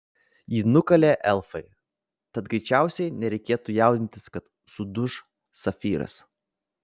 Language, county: Lithuanian, Vilnius